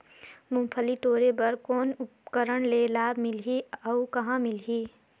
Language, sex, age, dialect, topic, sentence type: Chhattisgarhi, female, 18-24, Northern/Bhandar, agriculture, question